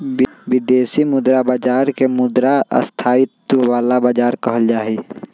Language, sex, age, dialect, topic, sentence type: Magahi, male, 18-24, Western, banking, statement